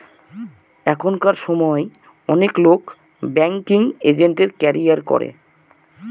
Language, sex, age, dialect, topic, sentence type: Bengali, male, 25-30, Northern/Varendri, banking, statement